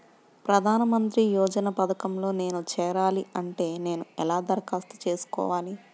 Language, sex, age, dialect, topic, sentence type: Telugu, female, 31-35, Central/Coastal, banking, question